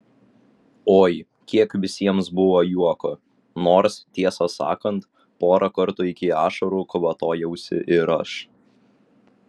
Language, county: Lithuanian, Vilnius